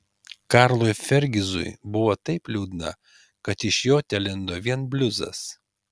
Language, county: Lithuanian, Kaunas